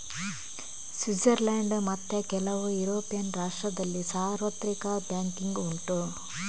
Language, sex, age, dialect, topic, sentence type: Kannada, female, 25-30, Coastal/Dakshin, banking, statement